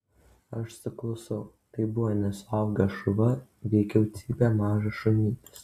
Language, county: Lithuanian, Utena